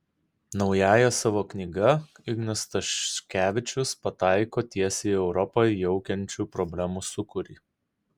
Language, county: Lithuanian, Kaunas